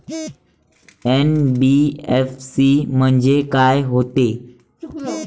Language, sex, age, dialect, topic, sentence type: Marathi, male, 18-24, Varhadi, banking, question